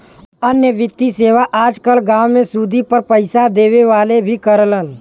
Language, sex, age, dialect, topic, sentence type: Bhojpuri, male, 18-24, Western, banking, statement